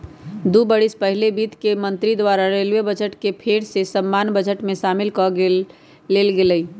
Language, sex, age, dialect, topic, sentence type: Magahi, male, 31-35, Western, banking, statement